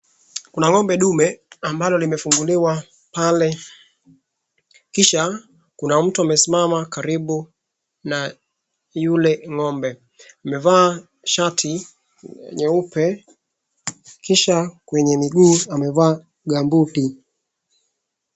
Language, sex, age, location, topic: Swahili, male, 25-35, Wajir, agriculture